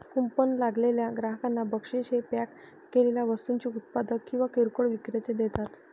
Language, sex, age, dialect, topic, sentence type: Marathi, female, 51-55, Northern Konkan, banking, statement